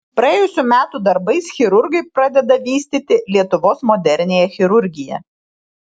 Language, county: Lithuanian, Šiauliai